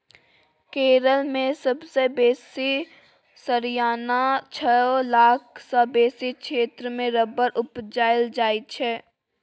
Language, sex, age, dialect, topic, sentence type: Maithili, female, 36-40, Bajjika, agriculture, statement